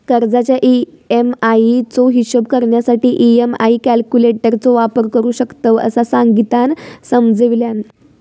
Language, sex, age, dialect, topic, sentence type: Marathi, female, 18-24, Southern Konkan, banking, statement